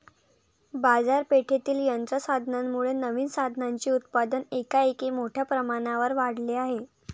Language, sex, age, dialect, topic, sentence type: Marathi, female, 18-24, Varhadi, agriculture, statement